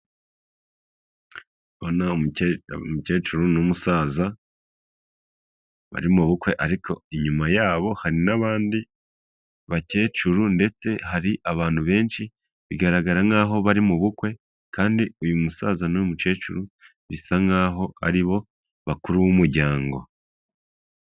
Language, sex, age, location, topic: Kinyarwanda, male, 25-35, Kigali, health